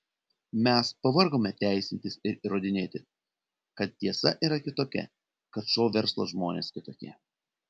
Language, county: Lithuanian, Panevėžys